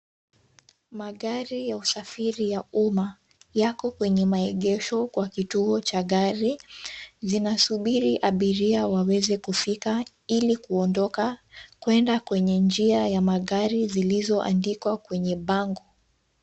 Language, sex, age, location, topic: Swahili, female, 18-24, Nairobi, government